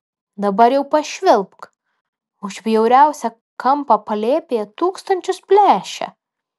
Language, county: Lithuanian, Alytus